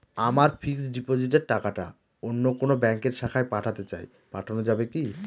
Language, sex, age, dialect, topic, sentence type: Bengali, male, 36-40, Northern/Varendri, banking, question